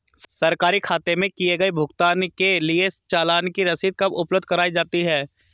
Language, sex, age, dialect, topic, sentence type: Hindi, male, 31-35, Hindustani Malvi Khadi Boli, banking, question